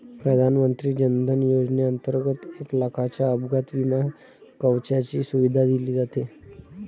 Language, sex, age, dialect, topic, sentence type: Marathi, female, 46-50, Varhadi, banking, statement